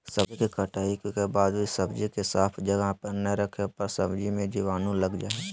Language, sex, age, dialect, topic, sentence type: Magahi, male, 18-24, Southern, agriculture, statement